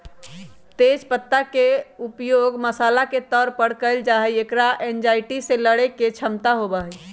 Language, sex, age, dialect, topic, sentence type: Magahi, female, 25-30, Western, agriculture, statement